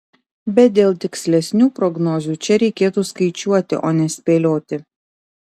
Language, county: Lithuanian, Šiauliai